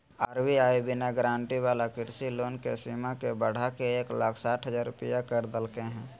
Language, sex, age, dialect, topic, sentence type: Magahi, male, 31-35, Southern, agriculture, statement